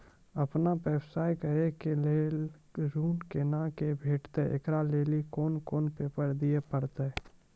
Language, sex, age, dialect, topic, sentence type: Maithili, male, 18-24, Angika, banking, question